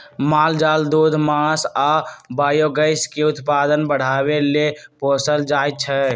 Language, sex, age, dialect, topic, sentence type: Magahi, male, 18-24, Western, agriculture, statement